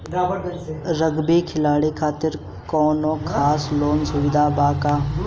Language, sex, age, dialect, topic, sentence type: Bhojpuri, male, 18-24, Southern / Standard, banking, question